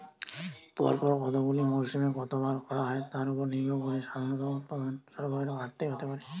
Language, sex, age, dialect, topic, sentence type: Bengali, male, 18-24, Western, agriculture, statement